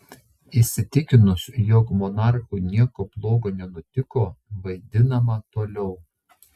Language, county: Lithuanian, Šiauliai